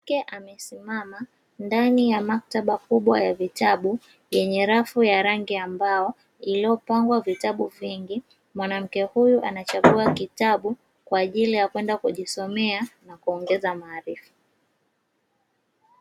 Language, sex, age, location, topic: Swahili, female, 25-35, Dar es Salaam, education